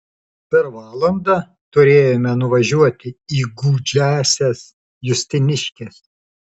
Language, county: Lithuanian, Alytus